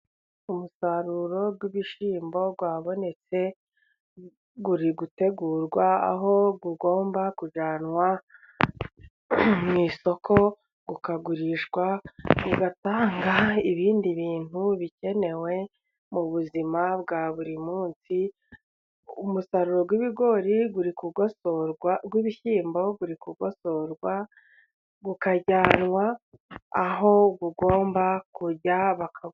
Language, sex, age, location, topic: Kinyarwanda, male, 36-49, Burera, agriculture